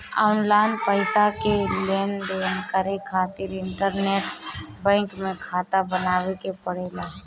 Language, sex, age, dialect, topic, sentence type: Bhojpuri, female, 25-30, Northern, banking, statement